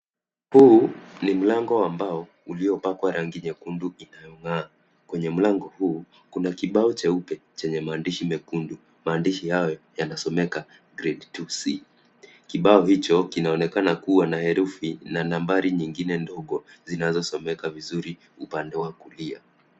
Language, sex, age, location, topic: Swahili, male, 25-35, Nairobi, education